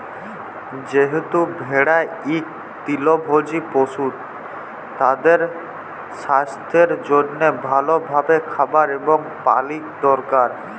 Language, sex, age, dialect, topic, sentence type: Bengali, male, 18-24, Jharkhandi, agriculture, statement